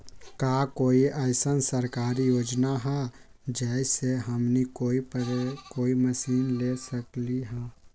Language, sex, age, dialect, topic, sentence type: Magahi, male, 25-30, Western, agriculture, question